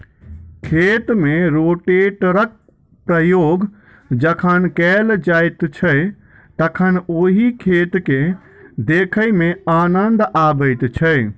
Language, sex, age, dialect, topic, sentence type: Maithili, male, 25-30, Southern/Standard, agriculture, statement